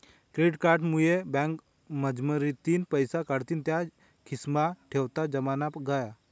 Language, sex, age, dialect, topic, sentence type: Marathi, male, 25-30, Northern Konkan, banking, statement